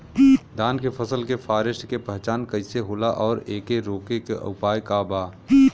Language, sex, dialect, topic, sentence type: Bhojpuri, male, Western, agriculture, question